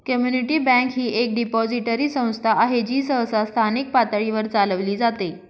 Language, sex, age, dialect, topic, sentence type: Marathi, female, 25-30, Northern Konkan, banking, statement